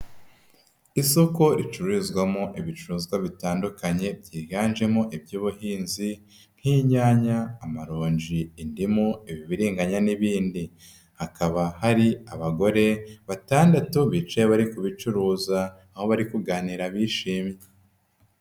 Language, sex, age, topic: Kinyarwanda, female, 18-24, health